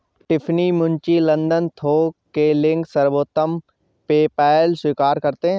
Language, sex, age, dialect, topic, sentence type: Hindi, male, 36-40, Awadhi Bundeli, banking, statement